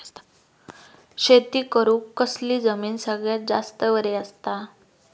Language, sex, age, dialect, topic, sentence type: Marathi, female, 18-24, Southern Konkan, agriculture, question